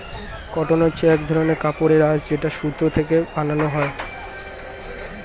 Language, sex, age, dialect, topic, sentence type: Bengali, male, 25-30, Standard Colloquial, agriculture, statement